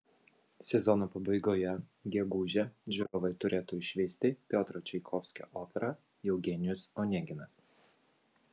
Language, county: Lithuanian, Vilnius